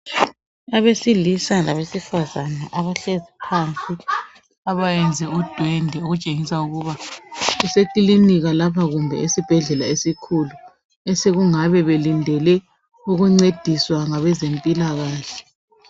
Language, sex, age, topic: North Ndebele, male, 18-24, health